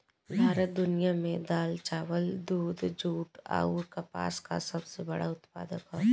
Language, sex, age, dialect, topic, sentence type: Bhojpuri, male, 25-30, Northern, agriculture, statement